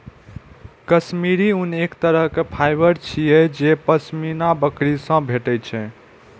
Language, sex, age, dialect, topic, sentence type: Maithili, male, 18-24, Eastern / Thethi, agriculture, statement